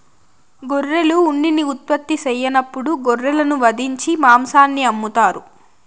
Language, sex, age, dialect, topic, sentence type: Telugu, female, 25-30, Southern, agriculture, statement